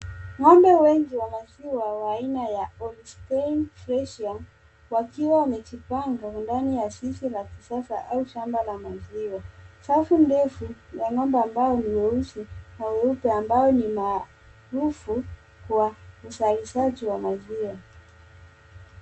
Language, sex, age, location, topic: Swahili, male, 25-35, Nairobi, agriculture